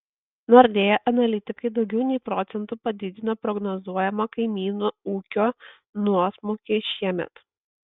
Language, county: Lithuanian, Kaunas